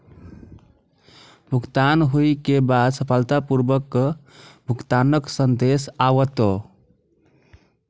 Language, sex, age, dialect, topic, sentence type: Maithili, male, 25-30, Eastern / Thethi, banking, statement